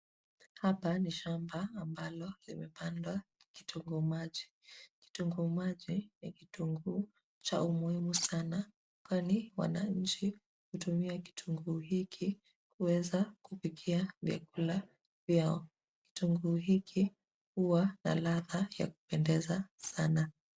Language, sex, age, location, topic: Swahili, female, 25-35, Nairobi, health